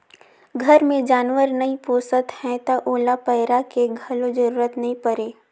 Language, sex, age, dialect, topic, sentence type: Chhattisgarhi, female, 18-24, Northern/Bhandar, agriculture, statement